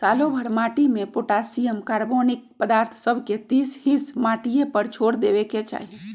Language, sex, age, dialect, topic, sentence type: Magahi, female, 46-50, Western, agriculture, statement